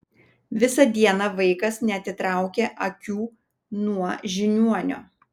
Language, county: Lithuanian, Vilnius